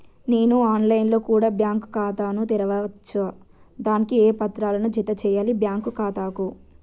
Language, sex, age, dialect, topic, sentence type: Telugu, female, 18-24, Telangana, banking, question